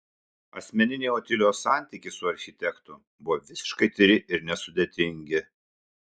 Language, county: Lithuanian, Šiauliai